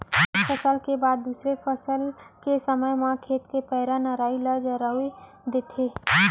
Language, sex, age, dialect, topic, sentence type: Chhattisgarhi, female, 18-24, Central, agriculture, statement